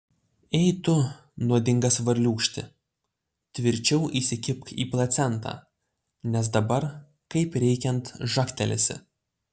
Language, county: Lithuanian, Utena